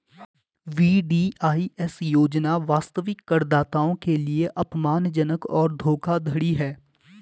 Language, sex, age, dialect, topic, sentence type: Hindi, male, 18-24, Garhwali, banking, statement